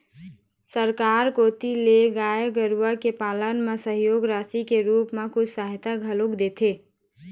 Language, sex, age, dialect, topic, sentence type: Chhattisgarhi, female, 18-24, Eastern, agriculture, statement